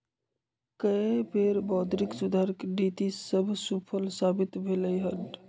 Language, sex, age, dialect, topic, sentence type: Magahi, male, 25-30, Western, banking, statement